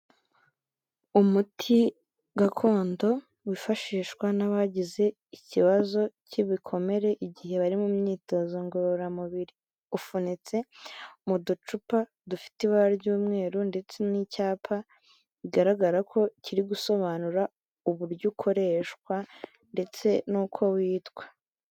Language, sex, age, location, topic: Kinyarwanda, female, 36-49, Kigali, health